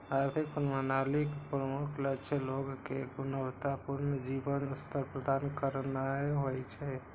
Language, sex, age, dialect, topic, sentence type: Maithili, male, 51-55, Eastern / Thethi, banking, statement